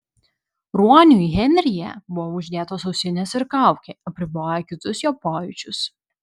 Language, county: Lithuanian, Vilnius